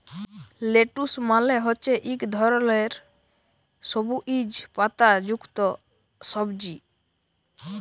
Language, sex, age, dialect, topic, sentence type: Bengali, male, 18-24, Jharkhandi, agriculture, statement